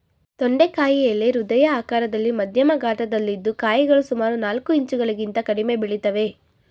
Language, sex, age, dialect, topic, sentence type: Kannada, female, 18-24, Mysore Kannada, agriculture, statement